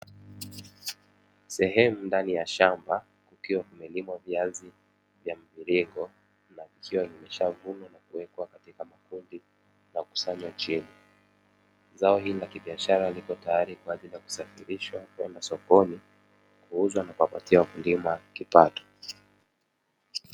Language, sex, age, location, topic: Swahili, male, 25-35, Dar es Salaam, agriculture